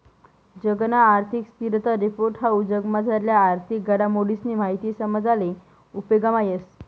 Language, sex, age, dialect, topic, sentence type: Marathi, female, 18-24, Northern Konkan, banking, statement